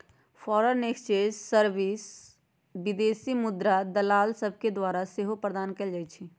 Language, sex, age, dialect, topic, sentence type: Magahi, female, 56-60, Western, banking, statement